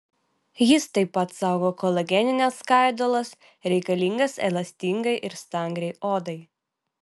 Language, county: Lithuanian, Vilnius